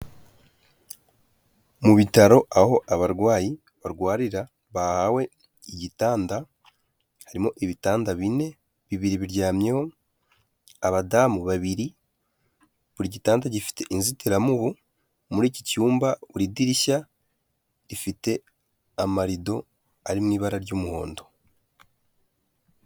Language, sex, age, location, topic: Kinyarwanda, male, 18-24, Kigali, health